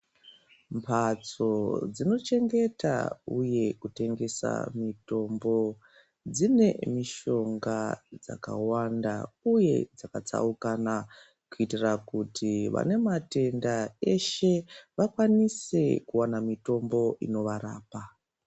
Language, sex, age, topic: Ndau, female, 36-49, health